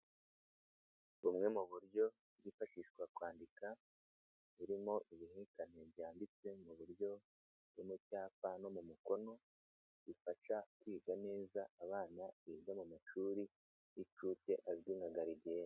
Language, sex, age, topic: Kinyarwanda, male, 25-35, education